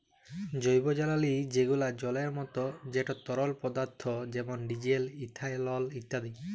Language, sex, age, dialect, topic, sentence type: Bengali, male, 31-35, Jharkhandi, agriculture, statement